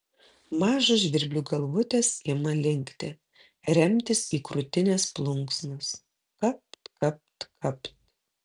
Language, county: Lithuanian, Kaunas